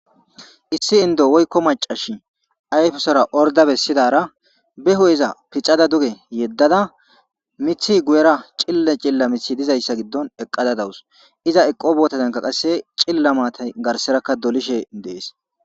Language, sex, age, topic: Gamo, male, 18-24, agriculture